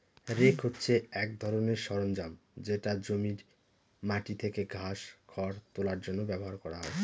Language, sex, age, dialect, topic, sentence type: Bengali, male, 31-35, Northern/Varendri, agriculture, statement